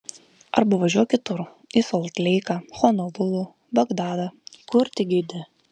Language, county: Lithuanian, Vilnius